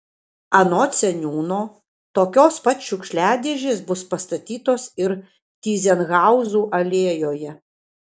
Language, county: Lithuanian, Kaunas